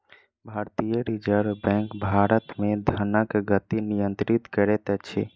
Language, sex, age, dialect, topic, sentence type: Maithili, female, 25-30, Southern/Standard, banking, statement